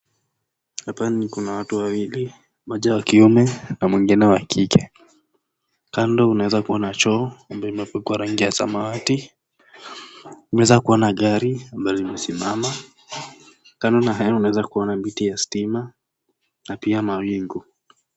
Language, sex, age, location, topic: Swahili, male, 18-24, Nakuru, health